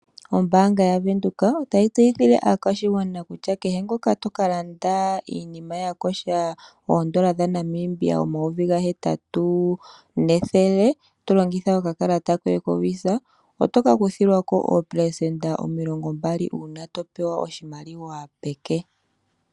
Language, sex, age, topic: Oshiwambo, female, 18-24, finance